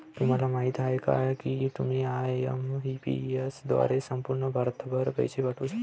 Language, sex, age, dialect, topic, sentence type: Marathi, male, 18-24, Varhadi, banking, statement